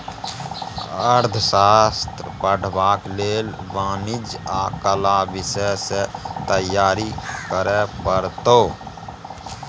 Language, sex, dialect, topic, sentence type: Maithili, male, Bajjika, banking, statement